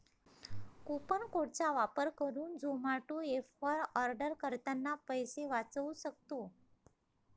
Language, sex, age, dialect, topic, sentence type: Marathi, female, 25-30, Varhadi, banking, statement